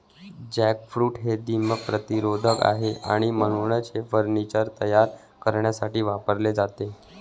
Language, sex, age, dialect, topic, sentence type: Marathi, male, 25-30, Varhadi, agriculture, statement